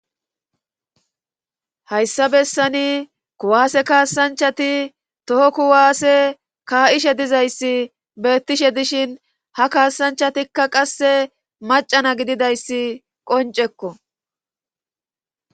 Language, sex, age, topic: Gamo, female, 36-49, government